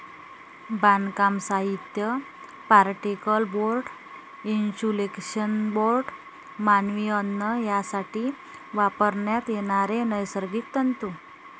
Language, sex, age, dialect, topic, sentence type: Marathi, female, 31-35, Varhadi, agriculture, statement